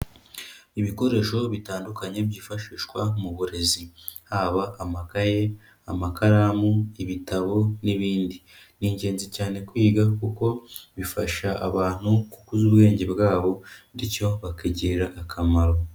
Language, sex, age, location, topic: Kinyarwanda, male, 25-35, Kigali, education